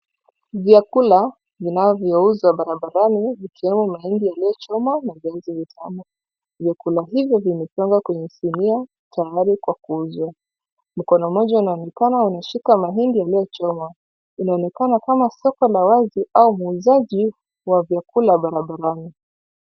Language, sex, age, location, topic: Swahili, female, 25-35, Mombasa, agriculture